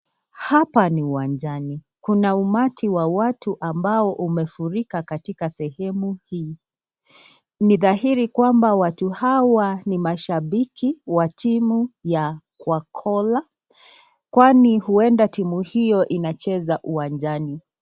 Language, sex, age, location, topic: Swahili, female, 25-35, Nakuru, government